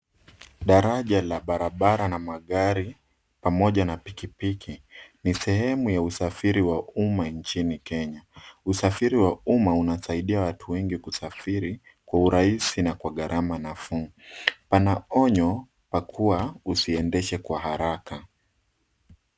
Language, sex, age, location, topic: Swahili, male, 25-35, Nairobi, government